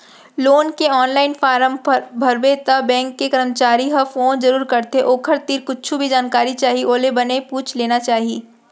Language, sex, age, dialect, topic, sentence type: Chhattisgarhi, female, 46-50, Central, banking, statement